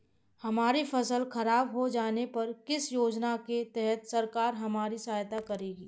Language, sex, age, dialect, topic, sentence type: Hindi, male, 18-24, Kanauji Braj Bhasha, agriculture, question